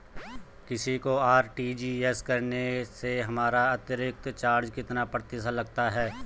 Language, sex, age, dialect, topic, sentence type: Hindi, male, 25-30, Garhwali, banking, question